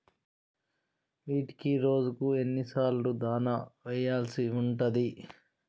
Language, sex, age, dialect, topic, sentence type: Telugu, male, 36-40, Telangana, agriculture, question